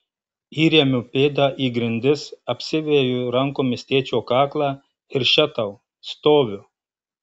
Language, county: Lithuanian, Marijampolė